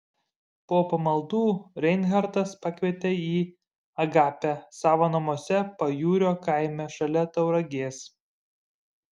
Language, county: Lithuanian, Šiauliai